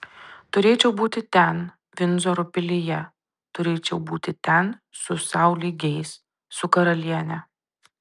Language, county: Lithuanian, Tauragė